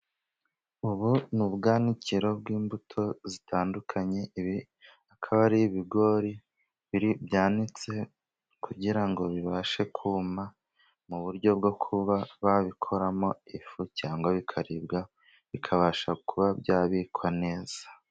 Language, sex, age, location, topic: Kinyarwanda, male, 25-35, Musanze, agriculture